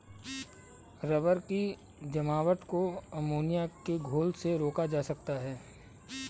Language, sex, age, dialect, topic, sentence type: Hindi, male, 25-30, Kanauji Braj Bhasha, agriculture, statement